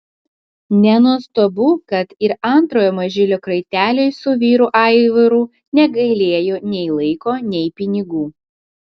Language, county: Lithuanian, Klaipėda